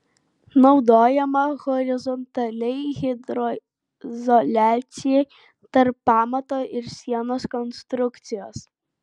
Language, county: Lithuanian, Vilnius